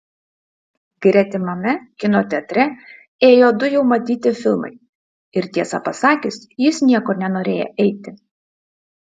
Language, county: Lithuanian, Utena